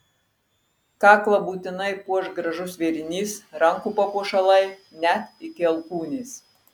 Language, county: Lithuanian, Marijampolė